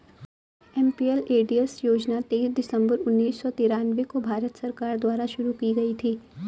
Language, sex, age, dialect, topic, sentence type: Hindi, female, 18-24, Awadhi Bundeli, banking, statement